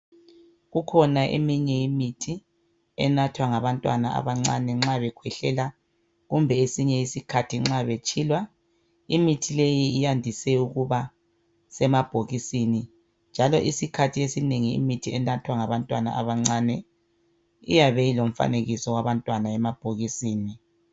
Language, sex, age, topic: North Ndebele, male, 36-49, health